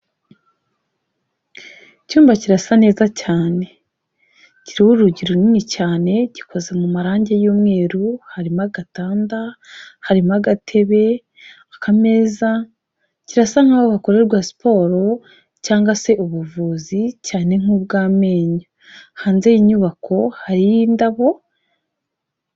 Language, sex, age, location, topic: Kinyarwanda, female, 25-35, Kigali, health